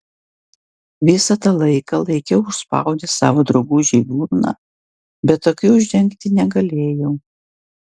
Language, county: Lithuanian, Vilnius